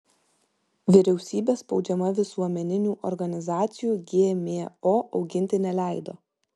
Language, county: Lithuanian, Vilnius